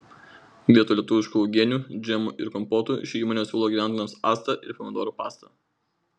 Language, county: Lithuanian, Vilnius